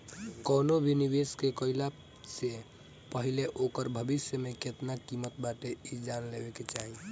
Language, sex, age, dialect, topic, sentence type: Bhojpuri, male, 18-24, Northern, banking, statement